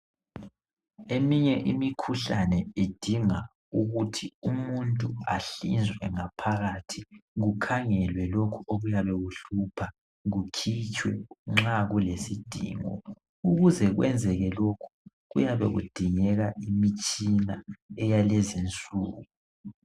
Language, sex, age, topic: North Ndebele, male, 18-24, health